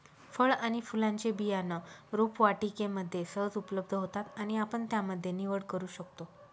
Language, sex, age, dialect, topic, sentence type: Marathi, female, 25-30, Northern Konkan, agriculture, statement